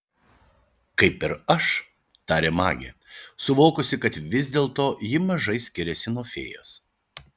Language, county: Lithuanian, Šiauliai